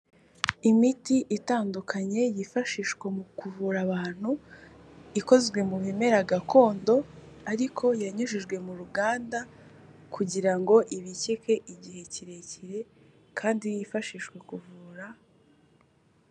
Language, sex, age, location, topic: Kinyarwanda, female, 18-24, Kigali, health